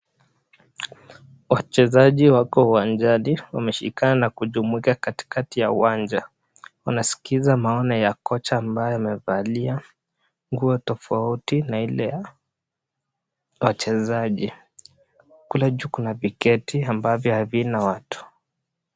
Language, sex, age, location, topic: Swahili, male, 25-35, Nakuru, government